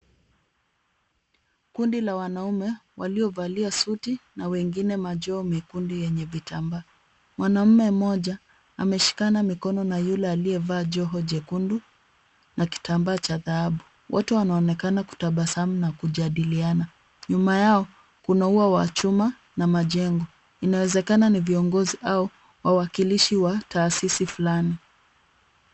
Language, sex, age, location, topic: Swahili, female, 25-35, Kisumu, government